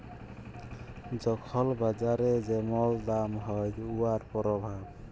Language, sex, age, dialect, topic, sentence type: Bengali, male, 31-35, Jharkhandi, banking, statement